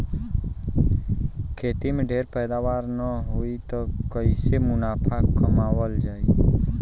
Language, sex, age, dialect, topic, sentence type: Bhojpuri, male, 18-24, Western, agriculture, statement